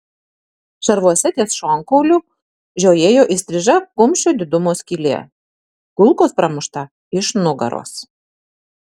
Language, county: Lithuanian, Tauragė